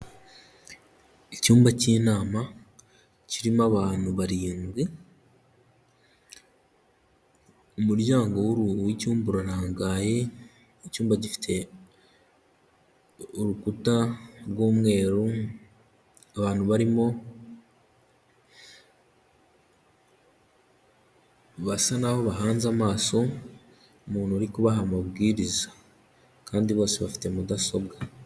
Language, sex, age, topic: Kinyarwanda, male, 18-24, government